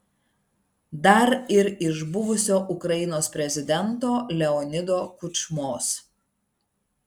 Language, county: Lithuanian, Klaipėda